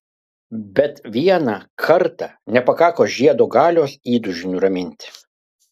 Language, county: Lithuanian, Kaunas